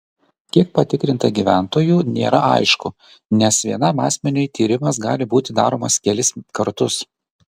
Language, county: Lithuanian, Kaunas